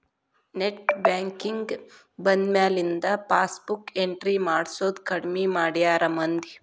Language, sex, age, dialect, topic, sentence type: Kannada, female, 36-40, Dharwad Kannada, banking, statement